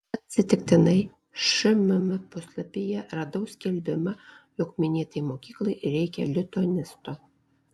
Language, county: Lithuanian, Alytus